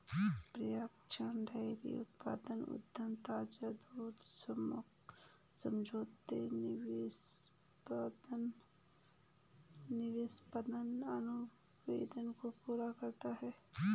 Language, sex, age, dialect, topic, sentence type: Hindi, female, 25-30, Garhwali, agriculture, statement